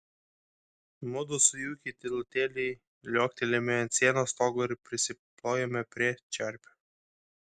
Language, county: Lithuanian, Kaunas